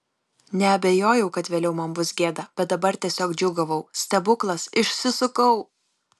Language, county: Lithuanian, Kaunas